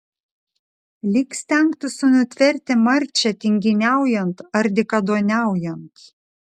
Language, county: Lithuanian, Šiauliai